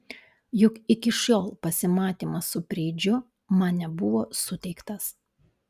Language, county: Lithuanian, Panevėžys